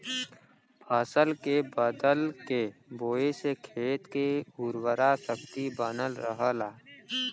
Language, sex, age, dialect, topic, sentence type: Bhojpuri, male, 18-24, Western, agriculture, statement